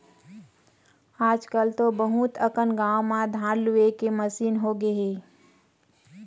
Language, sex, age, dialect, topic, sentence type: Chhattisgarhi, female, 31-35, Western/Budati/Khatahi, agriculture, statement